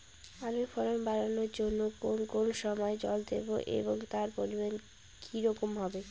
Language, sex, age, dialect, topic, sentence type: Bengali, female, 31-35, Rajbangshi, agriculture, question